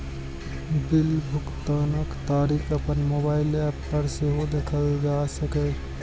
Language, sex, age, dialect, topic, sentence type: Maithili, male, 18-24, Eastern / Thethi, banking, statement